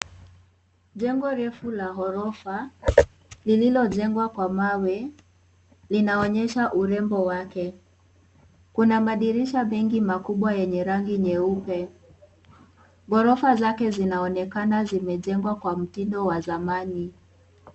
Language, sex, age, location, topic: Swahili, female, 36-49, Kisii, education